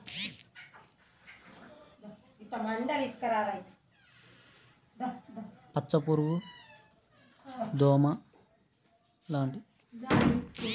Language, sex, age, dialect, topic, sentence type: Telugu, male, 18-24, Telangana, agriculture, question